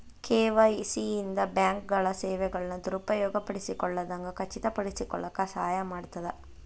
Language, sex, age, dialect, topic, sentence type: Kannada, female, 25-30, Dharwad Kannada, banking, statement